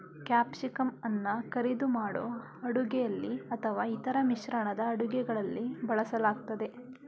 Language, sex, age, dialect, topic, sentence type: Kannada, male, 31-35, Mysore Kannada, agriculture, statement